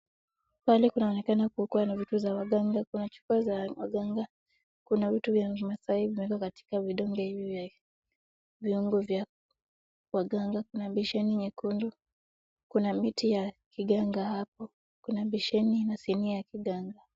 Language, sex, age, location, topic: Swahili, female, 18-24, Wajir, health